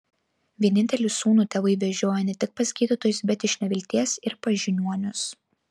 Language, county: Lithuanian, Kaunas